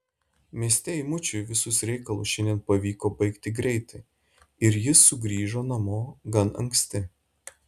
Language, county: Lithuanian, Šiauliai